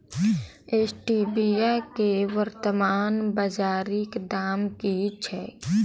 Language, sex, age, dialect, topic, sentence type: Maithili, female, 18-24, Southern/Standard, agriculture, question